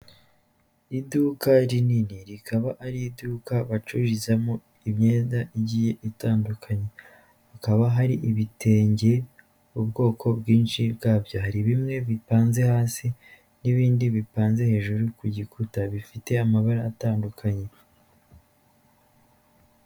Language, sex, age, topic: Kinyarwanda, female, 18-24, finance